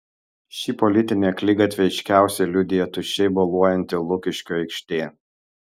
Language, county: Lithuanian, Kaunas